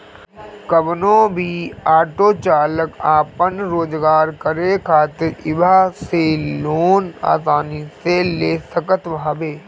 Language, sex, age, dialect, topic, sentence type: Bhojpuri, male, 18-24, Northern, banking, statement